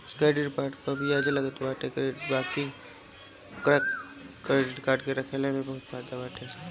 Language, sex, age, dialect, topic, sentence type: Bhojpuri, female, 25-30, Northern, banking, statement